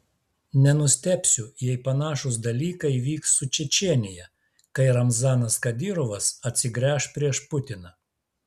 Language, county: Lithuanian, Klaipėda